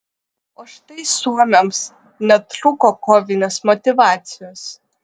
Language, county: Lithuanian, Vilnius